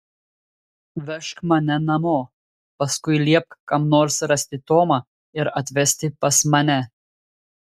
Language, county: Lithuanian, Telšiai